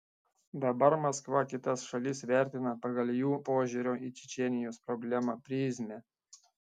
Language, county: Lithuanian, Šiauliai